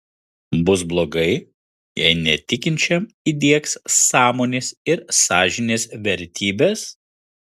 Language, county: Lithuanian, Kaunas